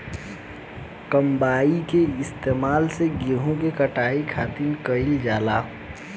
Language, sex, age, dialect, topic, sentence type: Bhojpuri, male, 18-24, Southern / Standard, agriculture, statement